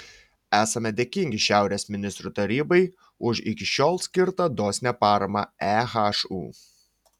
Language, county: Lithuanian, Šiauliai